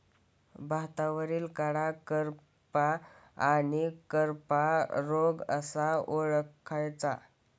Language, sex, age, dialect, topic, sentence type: Marathi, male, <18, Standard Marathi, agriculture, question